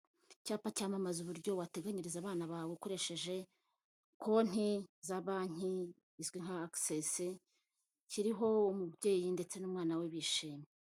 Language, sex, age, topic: Kinyarwanda, female, 25-35, finance